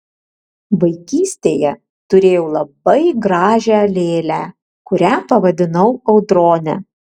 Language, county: Lithuanian, Vilnius